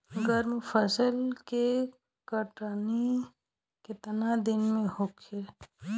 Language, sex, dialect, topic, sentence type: Bhojpuri, female, Southern / Standard, agriculture, question